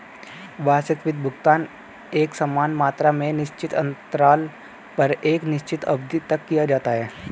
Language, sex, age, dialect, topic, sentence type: Hindi, male, 18-24, Hindustani Malvi Khadi Boli, banking, statement